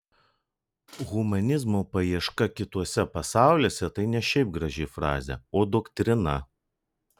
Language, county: Lithuanian, Vilnius